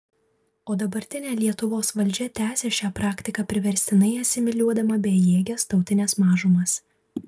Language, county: Lithuanian, Vilnius